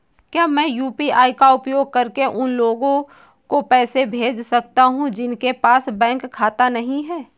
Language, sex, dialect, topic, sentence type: Hindi, female, Kanauji Braj Bhasha, banking, question